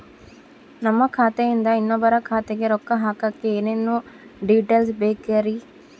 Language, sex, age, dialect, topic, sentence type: Kannada, female, 31-35, Central, banking, question